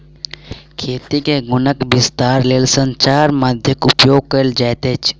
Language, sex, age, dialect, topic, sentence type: Maithili, male, 18-24, Southern/Standard, agriculture, statement